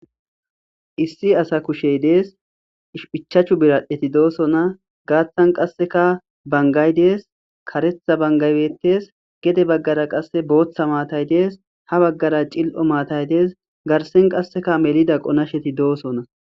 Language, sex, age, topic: Gamo, male, 18-24, agriculture